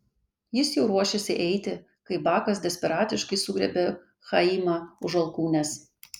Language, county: Lithuanian, Kaunas